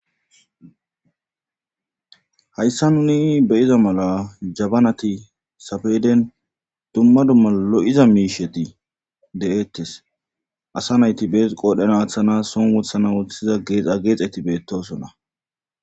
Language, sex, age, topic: Gamo, male, 25-35, government